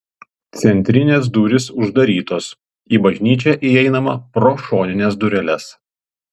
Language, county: Lithuanian, Panevėžys